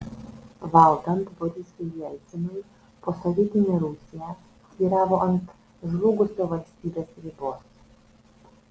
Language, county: Lithuanian, Vilnius